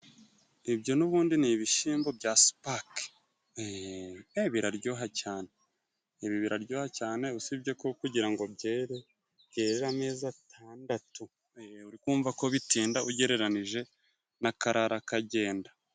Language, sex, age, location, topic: Kinyarwanda, male, 25-35, Musanze, agriculture